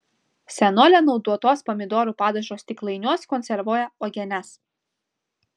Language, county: Lithuanian, Vilnius